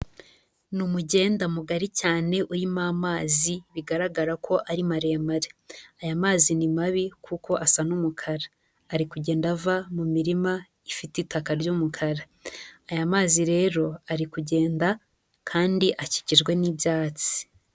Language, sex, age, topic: Kinyarwanda, female, 18-24, agriculture